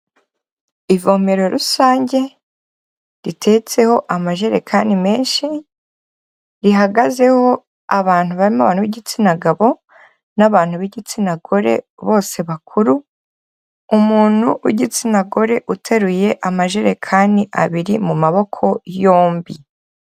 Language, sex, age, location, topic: Kinyarwanda, female, 25-35, Kigali, health